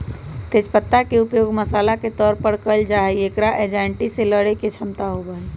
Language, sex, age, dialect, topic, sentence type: Magahi, female, 18-24, Western, agriculture, statement